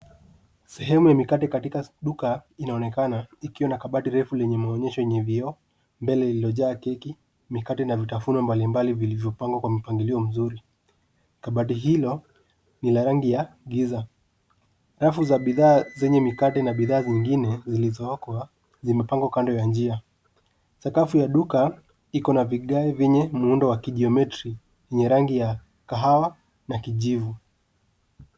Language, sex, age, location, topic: Swahili, male, 18-24, Nairobi, finance